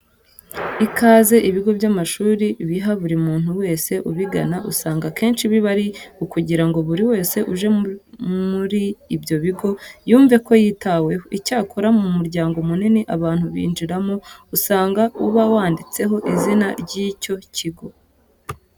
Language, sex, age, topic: Kinyarwanda, female, 25-35, education